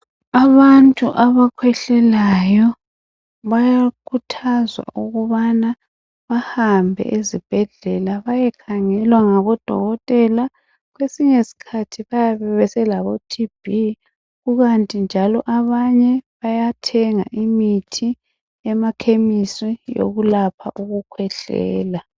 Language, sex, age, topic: North Ndebele, female, 25-35, health